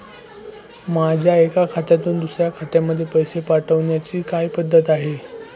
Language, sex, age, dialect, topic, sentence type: Marathi, male, 18-24, Standard Marathi, banking, question